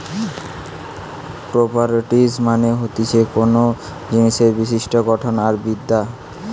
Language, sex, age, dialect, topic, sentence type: Bengali, male, <18, Western, agriculture, statement